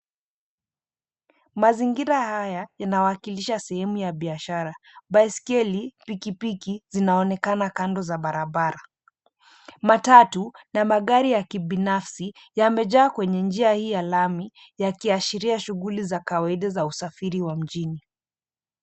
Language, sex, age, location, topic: Swahili, female, 25-35, Mombasa, government